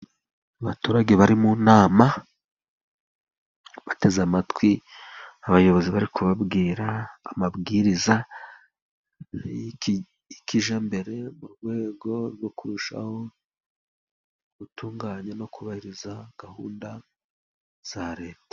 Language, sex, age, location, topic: Kinyarwanda, male, 36-49, Musanze, government